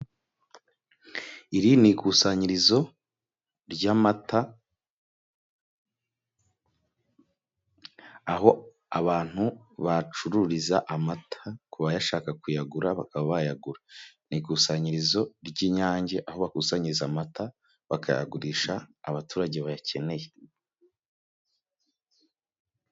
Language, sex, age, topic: Kinyarwanda, male, 25-35, finance